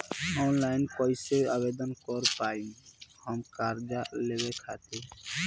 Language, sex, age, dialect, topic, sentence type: Bhojpuri, male, 18-24, Southern / Standard, banking, question